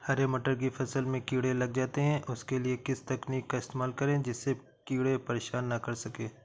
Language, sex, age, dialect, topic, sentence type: Hindi, female, 31-35, Awadhi Bundeli, agriculture, question